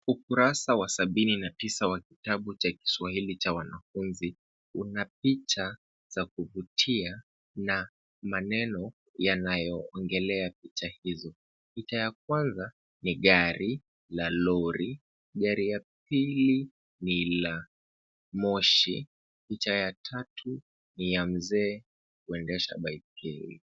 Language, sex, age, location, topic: Swahili, male, 25-35, Kisumu, education